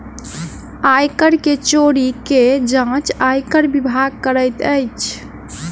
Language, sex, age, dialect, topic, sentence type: Maithili, female, 18-24, Southern/Standard, banking, statement